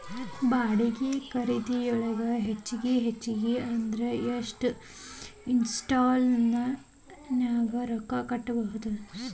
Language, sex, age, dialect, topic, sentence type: Kannada, male, 18-24, Dharwad Kannada, banking, statement